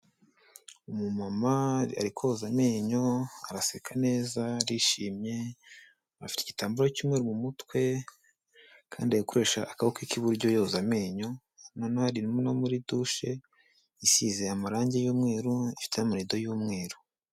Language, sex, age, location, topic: Kinyarwanda, male, 18-24, Kigali, health